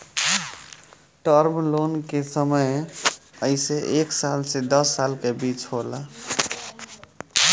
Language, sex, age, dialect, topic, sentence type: Bhojpuri, male, 18-24, Southern / Standard, banking, statement